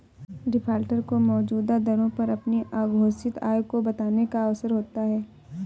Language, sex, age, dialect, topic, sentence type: Hindi, female, 18-24, Awadhi Bundeli, banking, statement